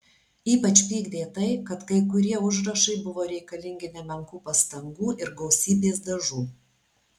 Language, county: Lithuanian, Alytus